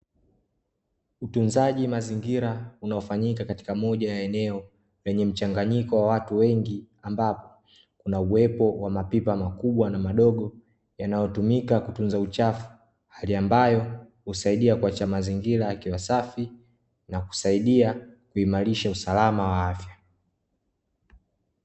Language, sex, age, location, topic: Swahili, male, 18-24, Dar es Salaam, government